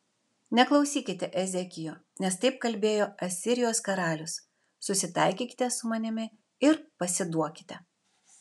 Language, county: Lithuanian, Vilnius